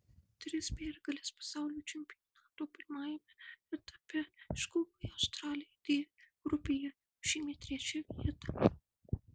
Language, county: Lithuanian, Marijampolė